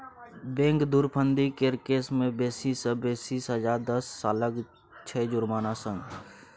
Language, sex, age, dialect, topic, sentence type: Maithili, male, 31-35, Bajjika, banking, statement